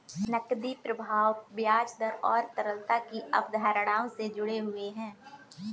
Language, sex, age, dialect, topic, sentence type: Hindi, female, 18-24, Kanauji Braj Bhasha, banking, statement